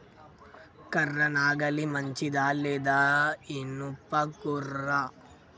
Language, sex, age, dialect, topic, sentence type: Telugu, female, 18-24, Telangana, agriculture, question